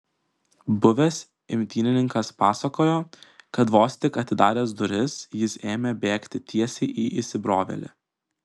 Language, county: Lithuanian, Kaunas